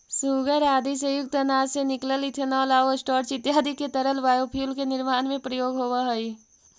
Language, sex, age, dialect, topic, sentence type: Magahi, female, 18-24, Central/Standard, banking, statement